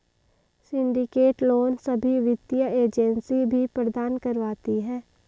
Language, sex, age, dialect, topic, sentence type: Hindi, female, 18-24, Marwari Dhudhari, banking, statement